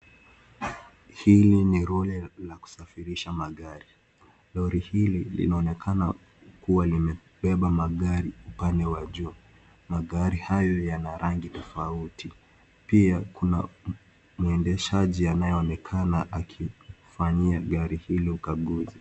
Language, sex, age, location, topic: Swahili, male, 18-24, Kisii, finance